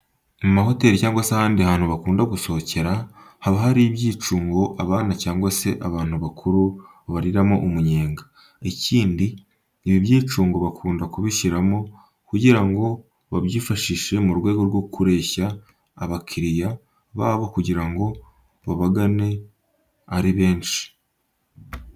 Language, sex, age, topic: Kinyarwanda, male, 18-24, education